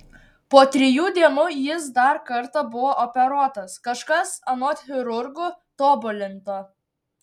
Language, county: Lithuanian, Šiauliai